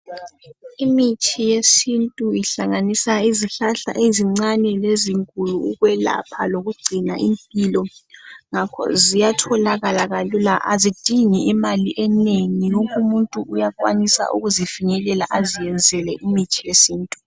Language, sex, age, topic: North Ndebele, female, 18-24, health